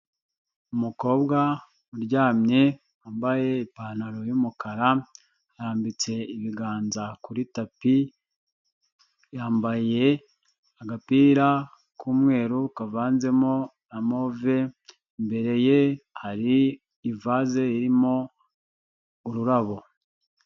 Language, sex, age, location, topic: Kinyarwanda, male, 25-35, Huye, health